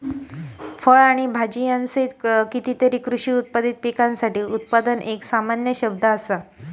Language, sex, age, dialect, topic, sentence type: Marathi, female, 56-60, Southern Konkan, agriculture, statement